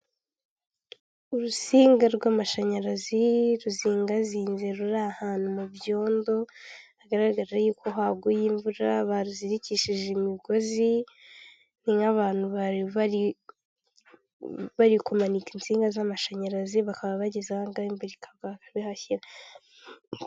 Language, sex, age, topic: Kinyarwanda, female, 18-24, government